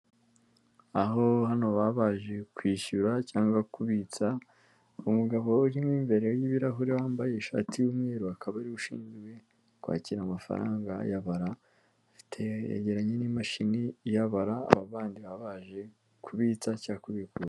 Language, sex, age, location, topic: Kinyarwanda, female, 18-24, Kigali, finance